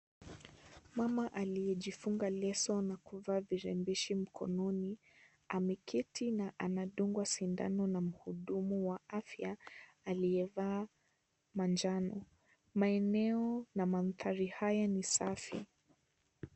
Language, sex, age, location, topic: Swahili, female, 18-24, Kisii, health